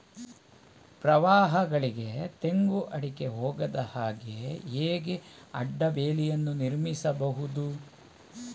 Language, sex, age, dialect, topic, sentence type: Kannada, male, 41-45, Coastal/Dakshin, agriculture, question